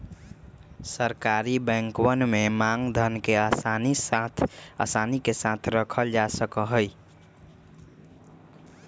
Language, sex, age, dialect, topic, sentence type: Magahi, female, 25-30, Western, banking, statement